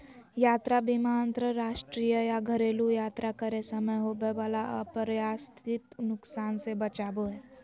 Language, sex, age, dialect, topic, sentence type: Magahi, female, 18-24, Southern, banking, statement